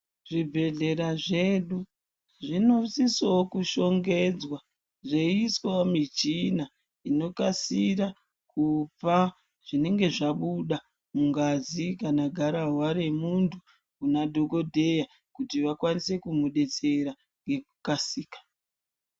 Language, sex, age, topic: Ndau, male, 36-49, health